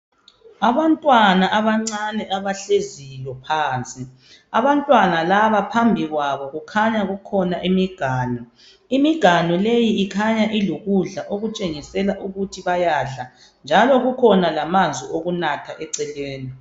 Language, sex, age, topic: North Ndebele, male, 36-49, health